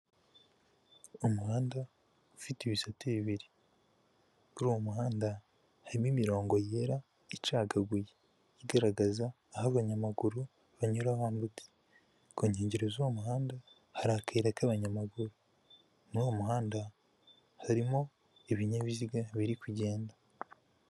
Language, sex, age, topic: Kinyarwanda, female, 18-24, government